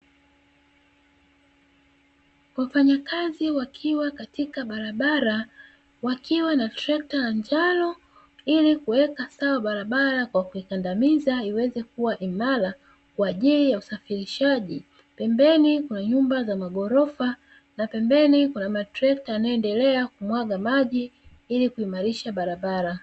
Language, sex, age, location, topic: Swahili, female, 36-49, Dar es Salaam, government